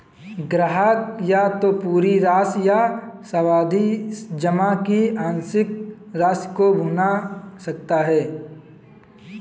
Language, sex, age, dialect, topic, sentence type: Hindi, male, 18-24, Kanauji Braj Bhasha, banking, statement